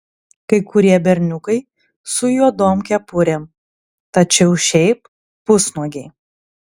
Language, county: Lithuanian, Klaipėda